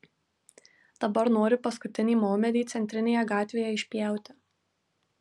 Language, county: Lithuanian, Marijampolė